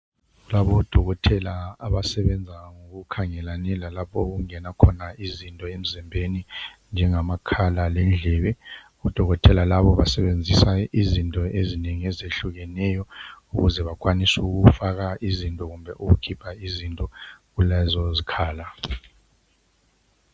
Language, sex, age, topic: North Ndebele, male, 50+, health